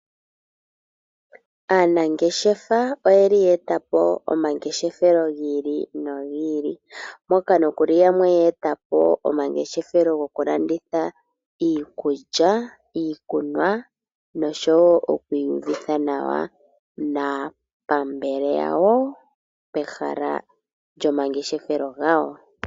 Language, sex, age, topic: Oshiwambo, female, 18-24, finance